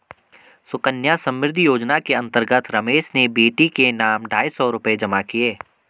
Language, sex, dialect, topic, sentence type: Hindi, male, Garhwali, banking, statement